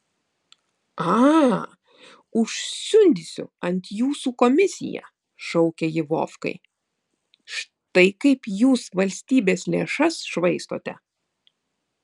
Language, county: Lithuanian, Vilnius